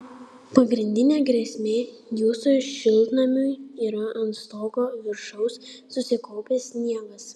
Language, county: Lithuanian, Panevėžys